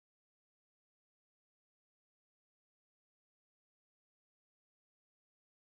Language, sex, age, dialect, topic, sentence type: Telugu, female, 18-24, Southern, banking, statement